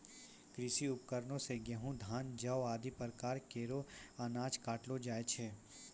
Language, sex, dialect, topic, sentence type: Maithili, male, Angika, agriculture, statement